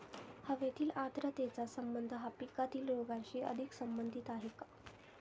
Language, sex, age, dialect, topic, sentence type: Marathi, female, 18-24, Standard Marathi, agriculture, question